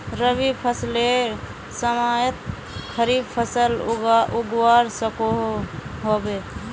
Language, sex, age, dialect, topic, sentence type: Magahi, male, 25-30, Northeastern/Surjapuri, agriculture, question